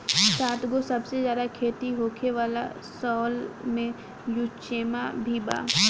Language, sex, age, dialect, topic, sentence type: Bhojpuri, female, 18-24, Southern / Standard, agriculture, statement